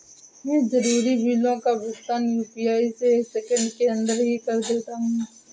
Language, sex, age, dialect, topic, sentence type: Hindi, female, 56-60, Awadhi Bundeli, banking, statement